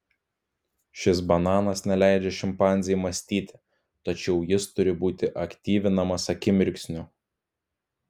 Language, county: Lithuanian, Klaipėda